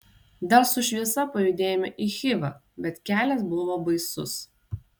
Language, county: Lithuanian, Vilnius